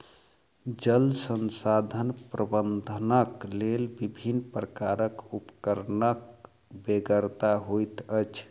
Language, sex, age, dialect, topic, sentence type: Maithili, male, 36-40, Southern/Standard, agriculture, statement